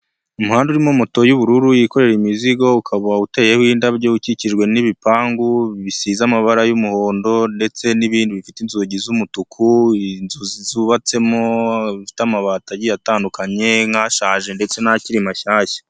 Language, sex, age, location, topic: Kinyarwanda, male, 25-35, Huye, government